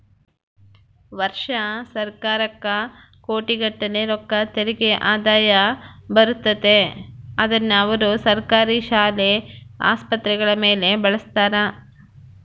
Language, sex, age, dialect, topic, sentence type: Kannada, female, 31-35, Central, banking, statement